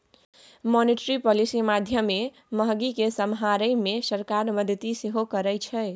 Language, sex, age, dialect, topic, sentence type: Maithili, female, 18-24, Bajjika, banking, statement